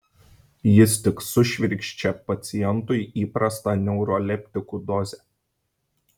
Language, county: Lithuanian, Šiauliai